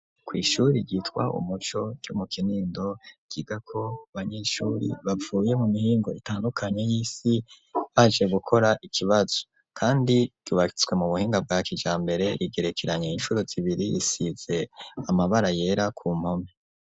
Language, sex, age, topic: Rundi, male, 25-35, education